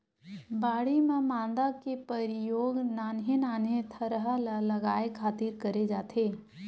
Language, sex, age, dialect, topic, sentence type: Chhattisgarhi, female, 18-24, Western/Budati/Khatahi, agriculture, statement